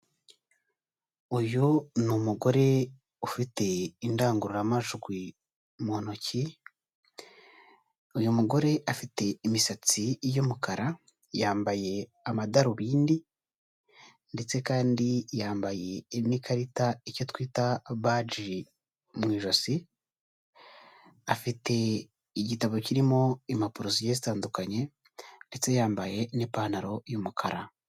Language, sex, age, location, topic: Kinyarwanda, male, 18-24, Huye, health